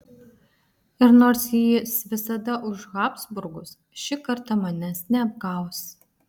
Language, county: Lithuanian, Vilnius